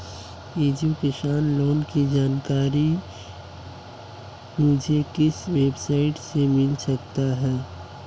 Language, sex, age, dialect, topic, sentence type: Hindi, male, 18-24, Marwari Dhudhari, banking, question